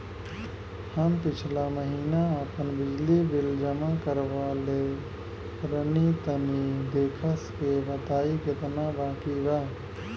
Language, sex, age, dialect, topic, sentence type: Bhojpuri, male, 25-30, Southern / Standard, banking, question